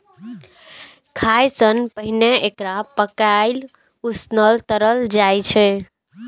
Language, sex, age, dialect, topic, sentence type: Maithili, female, 18-24, Eastern / Thethi, agriculture, statement